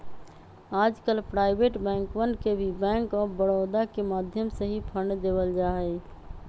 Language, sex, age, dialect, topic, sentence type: Magahi, female, 25-30, Western, banking, statement